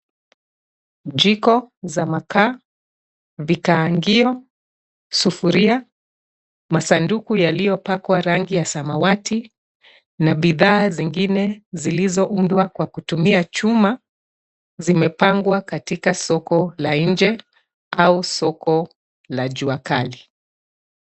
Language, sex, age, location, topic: Swahili, female, 36-49, Nairobi, finance